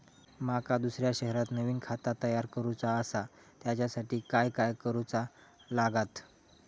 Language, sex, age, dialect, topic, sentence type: Marathi, male, 41-45, Southern Konkan, banking, question